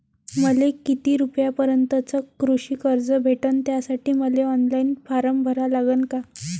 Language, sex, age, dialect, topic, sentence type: Marathi, female, 18-24, Varhadi, banking, question